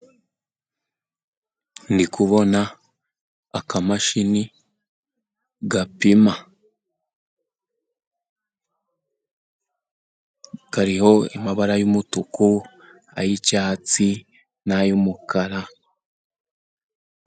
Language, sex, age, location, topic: Kinyarwanda, male, 18-24, Musanze, government